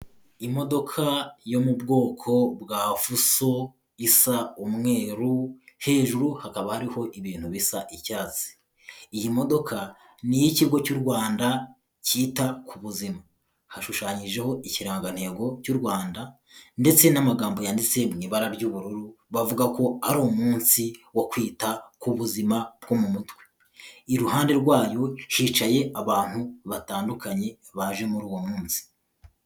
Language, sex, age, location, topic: Kinyarwanda, male, 18-24, Kigali, health